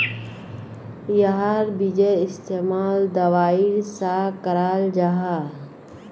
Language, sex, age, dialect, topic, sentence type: Magahi, female, 36-40, Northeastern/Surjapuri, agriculture, statement